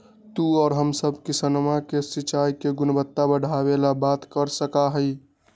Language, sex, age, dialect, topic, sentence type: Magahi, male, 18-24, Western, agriculture, statement